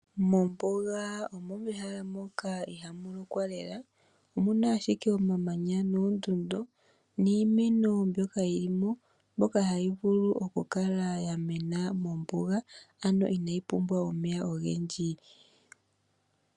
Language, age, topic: Oshiwambo, 25-35, agriculture